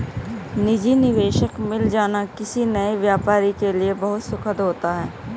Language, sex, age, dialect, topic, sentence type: Hindi, female, 25-30, Hindustani Malvi Khadi Boli, banking, statement